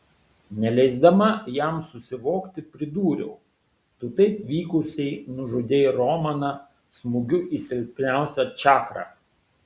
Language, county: Lithuanian, Šiauliai